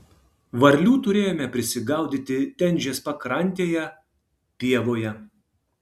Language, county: Lithuanian, Kaunas